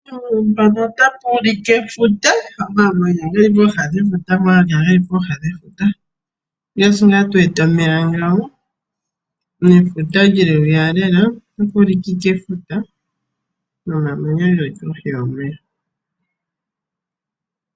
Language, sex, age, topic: Oshiwambo, female, 25-35, agriculture